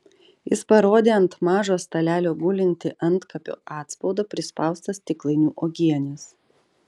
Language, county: Lithuanian, Vilnius